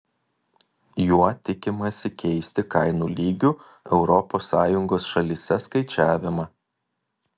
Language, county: Lithuanian, Kaunas